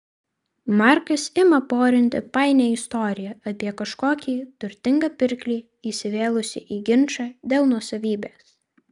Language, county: Lithuanian, Vilnius